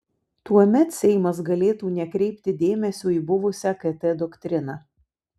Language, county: Lithuanian, Vilnius